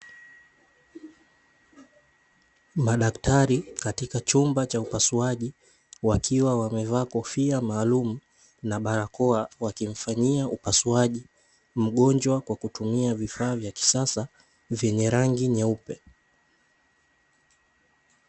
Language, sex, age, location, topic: Swahili, male, 18-24, Dar es Salaam, health